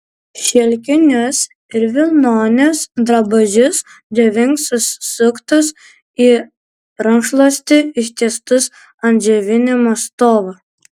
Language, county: Lithuanian, Kaunas